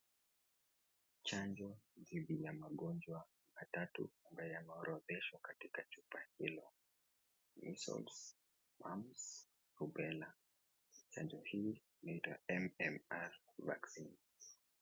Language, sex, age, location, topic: Swahili, male, 18-24, Kisii, health